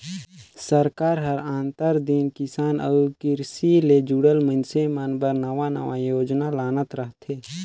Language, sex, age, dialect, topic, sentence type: Chhattisgarhi, male, 18-24, Northern/Bhandar, agriculture, statement